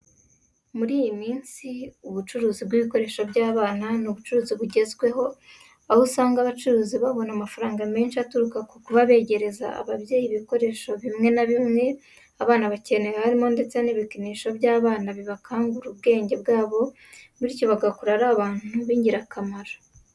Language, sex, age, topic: Kinyarwanda, female, 18-24, education